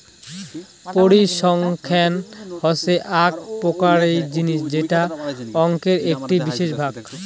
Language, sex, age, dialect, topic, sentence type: Bengali, male, 18-24, Rajbangshi, banking, statement